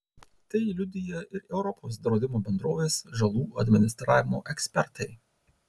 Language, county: Lithuanian, Tauragė